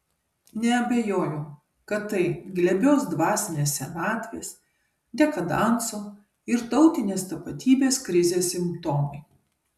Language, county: Lithuanian, Kaunas